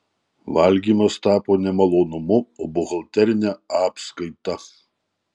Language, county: Lithuanian, Marijampolė